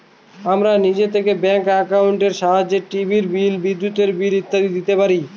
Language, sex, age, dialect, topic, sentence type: Bengali, male, 41-45, Northern/Varendri, banking, statement